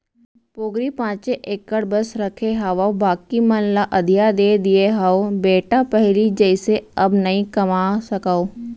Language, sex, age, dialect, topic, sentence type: Chhattisgarhi, female, 18-24, Central, agriculture, statement